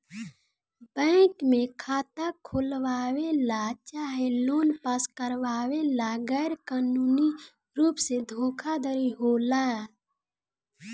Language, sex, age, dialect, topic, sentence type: Bhojpuri, female, 18-24, Southern / Standard, banking, statement